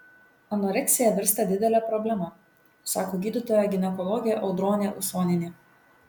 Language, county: Lithuanian, Tauragė